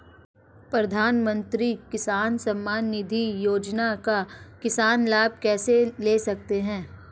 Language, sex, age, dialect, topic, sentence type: Hindi, female, 25-30, Marwari Dhudhari, agriculture, question